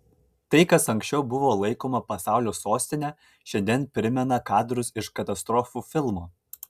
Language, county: Lithuanian, Kaunas